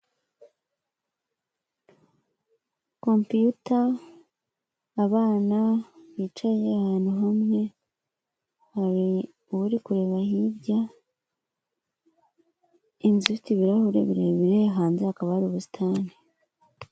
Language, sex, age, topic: Kinyarwanda, female, 25-35, government